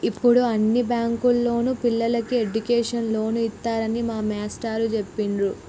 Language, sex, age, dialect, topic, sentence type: Telugu, female, 36-40, Telangana, banking, statement